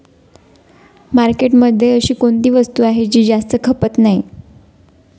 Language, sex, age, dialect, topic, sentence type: Marathi, female, 25-30, Standard Marathi, agriculture, question